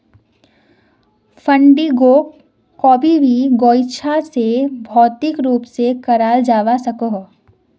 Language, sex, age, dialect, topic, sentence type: Magahi, female, 36-40, Northeastern/Surjapuri, banking, statement